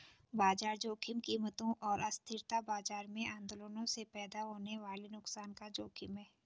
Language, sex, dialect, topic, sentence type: Hindi, female, Garhwali, banking, statement